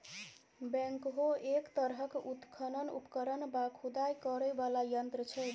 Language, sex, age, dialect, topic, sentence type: Maithili, female, 18-24, Bajjika, agriculture, statement